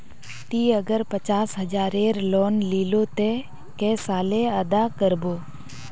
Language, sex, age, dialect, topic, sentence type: Magahi, female, 18-24, Northeastern/Surjapuri, banking, question